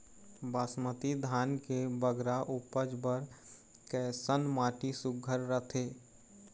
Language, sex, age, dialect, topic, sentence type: Chhattisgarhi, male, 18-24, Eastern, agriculture, question